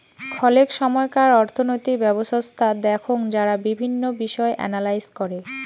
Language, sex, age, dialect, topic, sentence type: Bengali, female, 25-30, Rajbangshi, banking, statement